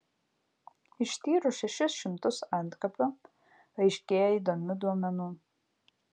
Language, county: Lithuanian, Vilnius